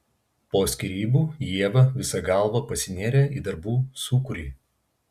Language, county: Lithuanian, Vilnius